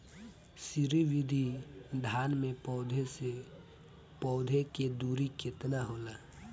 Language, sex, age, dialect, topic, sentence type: Bhojpuri, male, 18-24, Northern, agriculture, question